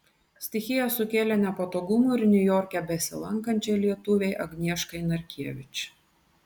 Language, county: Lithuanian, Vilnius